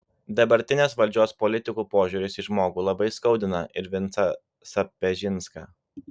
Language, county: Lithuanian, Vilnius